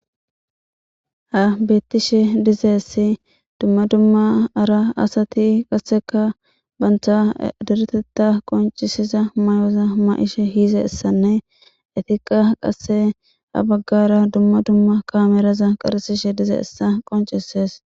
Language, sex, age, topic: Gamo, female, 18-24, government